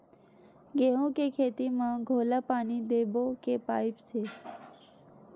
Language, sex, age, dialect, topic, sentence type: Chhattisgarhi, female, 31-35, Western/Budati/Khatahi, agriculture, question